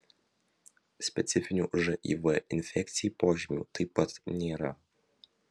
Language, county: Lithuanian, Vilnius